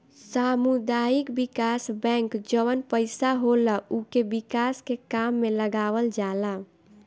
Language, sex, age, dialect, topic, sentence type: Bhojpuri, female, 18-24, Northern, banking, statement